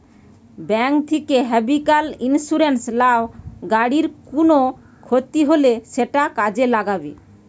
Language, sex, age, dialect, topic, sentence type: Bengali, female, 18-24, Western, banking, statement